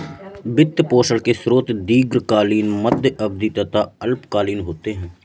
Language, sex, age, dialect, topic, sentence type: Hindi, male, 18-24, Awadhi Bundeli, banking, statement